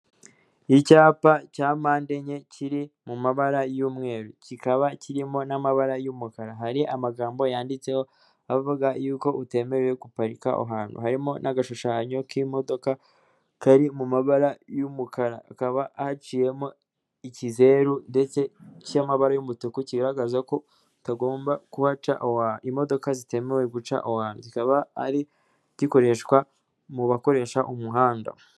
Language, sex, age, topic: Kinyarwanda, female, 18-24, government